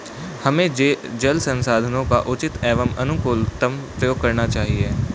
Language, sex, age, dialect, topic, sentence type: Hindi, male, 18-24, Hindustani Malvi Khadi Boli, agriculture, statement